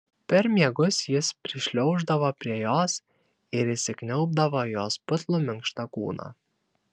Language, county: Lithuanian, Kaunas